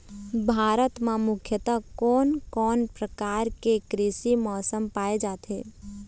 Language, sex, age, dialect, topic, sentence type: Chhattisgarhi, female, 18-24, Eastern, agriculture, question